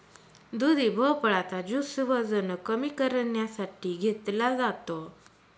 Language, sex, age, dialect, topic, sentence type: Marathi, female, 25-30, Northern Konkan, agriculture, statement